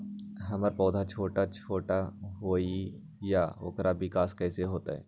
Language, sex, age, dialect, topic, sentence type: Magahi, male, 41-45, Western, agriculture, question